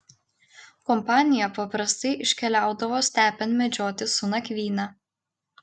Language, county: Lithuanian, Klaipėda